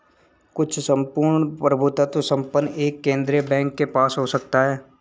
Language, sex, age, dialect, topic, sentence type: Hindi, male, 18-24, Marwari Dhudhari, banking, statement